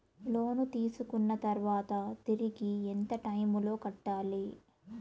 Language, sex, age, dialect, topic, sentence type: Telugu, female, 18-24, Southern, banking, question